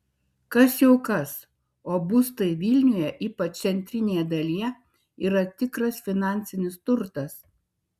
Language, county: Lithuanian, Šiauliai